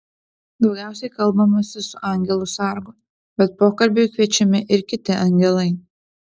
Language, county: Lithuanian, Utena